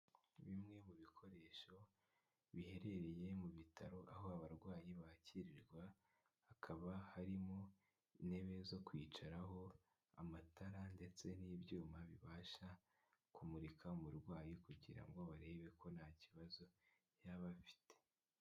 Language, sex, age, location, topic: Kinyarwanda, male, 18-24, Kigali, health